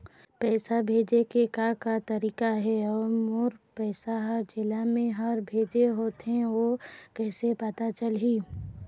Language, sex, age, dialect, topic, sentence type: Chhattisgarhi, female, 18-24, Eastern, banking, question